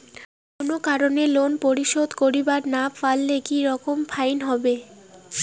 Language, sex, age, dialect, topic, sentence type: Bengali, female, <18, Rajbangshi, banking, question